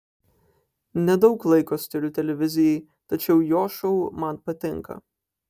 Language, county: Lithuanian, Alytus